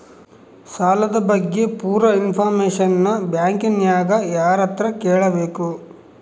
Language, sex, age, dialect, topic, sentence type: Kannada, male, 36-40, Central, banking, question